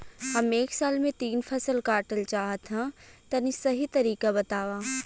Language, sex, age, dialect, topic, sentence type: Bhojpuri, female, <18, Western, agriculture, question